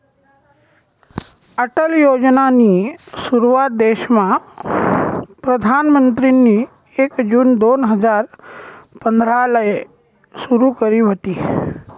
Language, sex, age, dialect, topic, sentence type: Marathi, male, 18-24, Northern Konkan, banking, statement